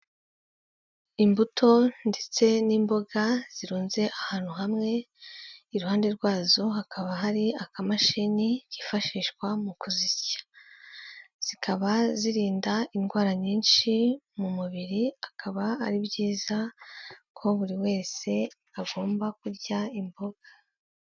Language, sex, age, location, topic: Kinyarwanda, female, 18-24, Kigali, health